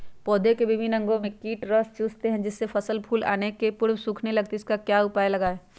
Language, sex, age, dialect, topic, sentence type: Magahi, female, 31-35, Western, agriculture, question